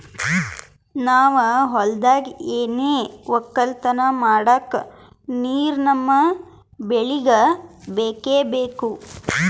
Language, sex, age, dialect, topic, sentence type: Kannada, female, 18-24, Northeastern, agriculture, statement